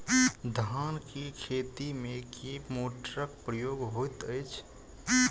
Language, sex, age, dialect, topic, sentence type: Maithili, male, 25-30, Southern/Standard, agriculture, question